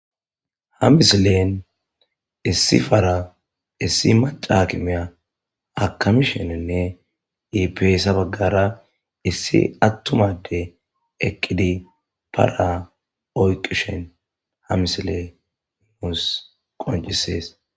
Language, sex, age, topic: Gamo, male, 25-35, agriculture